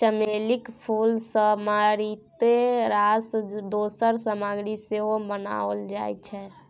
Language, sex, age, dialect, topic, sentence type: Maithili, female, 18-24, Bajjika, agriculture, statement